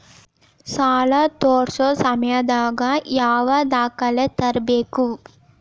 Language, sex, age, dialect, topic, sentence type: Kannada, female, 18-24, Dharwad Kannada, banking, question